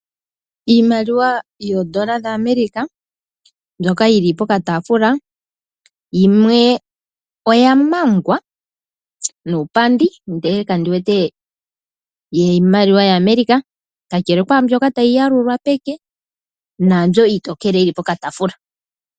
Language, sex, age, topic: Oshiwambo, female, 25-35, finance